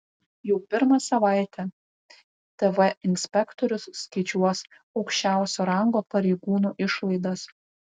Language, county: Lithuanian, Vilnius